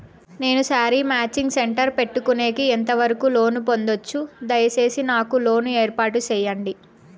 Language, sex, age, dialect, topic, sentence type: Telugu, female, 18-24, Southern, banking, question